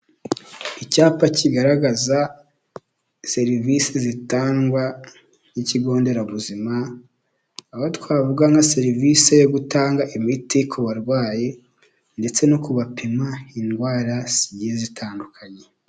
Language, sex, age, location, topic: Kinyarwanda, male, 18-24, Huye, health